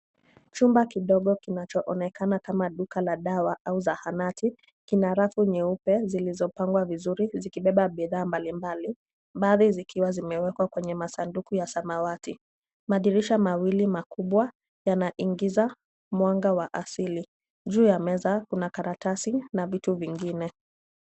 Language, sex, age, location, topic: Swahili, female, 18-24, Nairobi, health